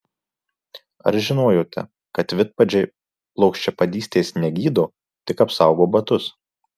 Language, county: Lithuanian, Marijampolė